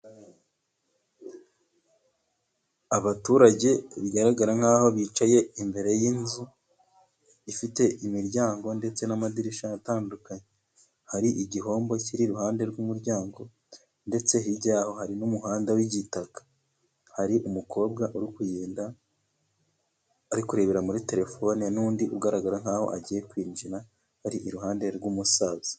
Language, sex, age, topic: Kinyarwanda, male, 18-24, government